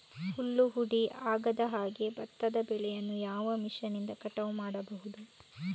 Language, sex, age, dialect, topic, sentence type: Kannada, female, 36-40, Coastal/Dakshin, agriculture, question